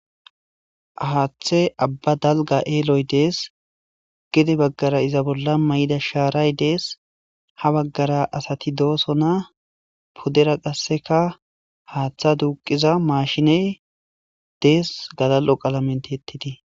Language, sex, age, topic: Gamo, male, 18-24, government